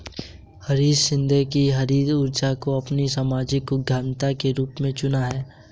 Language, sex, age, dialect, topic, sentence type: Hindi, male, 18-24, Hindustani Malvi Khadi Boli, banking, statement